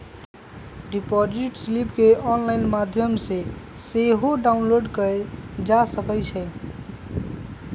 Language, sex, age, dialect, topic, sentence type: Magahi, male, 25-30, Western, banking, statement